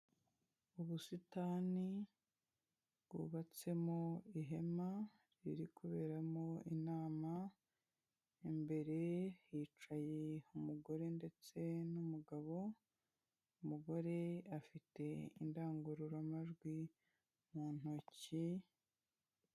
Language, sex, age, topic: Kinyarwanda, female, 25-35, health